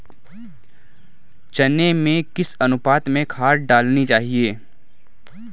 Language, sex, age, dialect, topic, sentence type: Hindi, male, 18-24, Awadhi Bundeli, agriculture, question